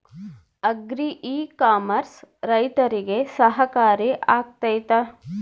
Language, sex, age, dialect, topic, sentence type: Kannada, female, 36-40, Central, agriculture, question